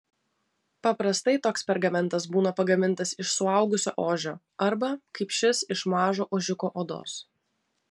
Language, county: Lithuanian, Vilnius